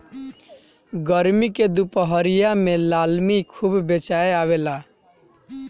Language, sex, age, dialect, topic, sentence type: Bhojpuri, male, 25-30, Northern, agriculture, statement